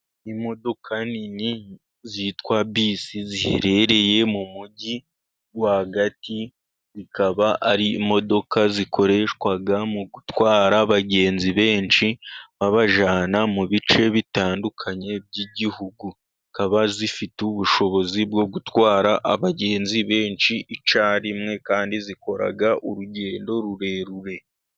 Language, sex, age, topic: Kinyarwanda, male, 36-49, government